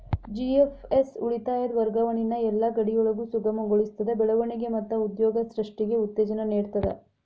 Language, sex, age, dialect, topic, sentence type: Kannada, female, 25-30, Dharwad Kannada, banking, statement